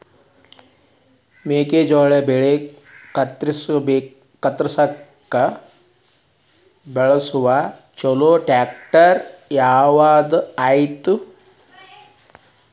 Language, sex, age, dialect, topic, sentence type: Kannada, male, 36-40, Dharwad Kannada, agriculture, question